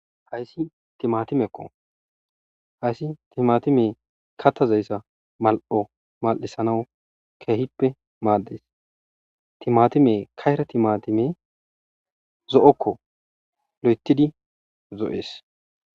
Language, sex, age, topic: Gamo, male, 25-35, agriculture